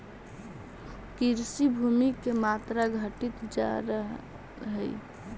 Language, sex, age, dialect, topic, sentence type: Magahi, female, 18-24, Central/Standard, banking, statement